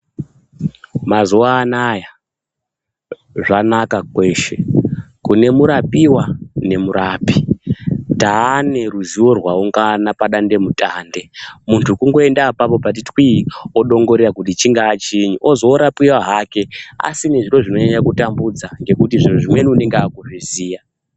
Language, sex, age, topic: Ndau, male, 25-35, health